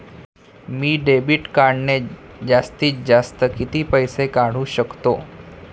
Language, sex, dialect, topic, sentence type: Marathi, male, Standard Marathi, banking, question